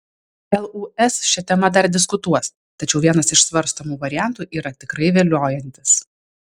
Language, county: Lithuanian, Vilnius